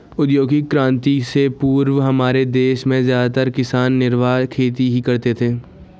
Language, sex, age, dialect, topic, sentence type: Hindi, male, 41-45, Garhwali, agriculture, statement